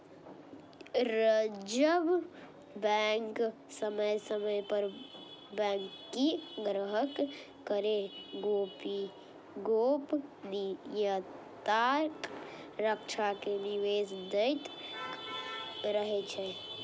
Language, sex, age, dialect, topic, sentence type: Maithili, female, 31-35, Eastern / Thethi, banking, statement